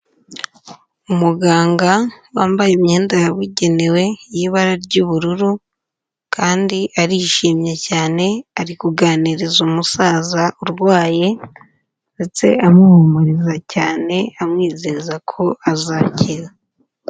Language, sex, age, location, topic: Kinyarwanda, female, 18-24, Huye, health